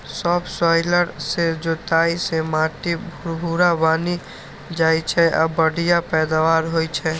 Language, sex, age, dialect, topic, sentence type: Maithili, male, 18-24, Eastern / Thethi, agriculture, statement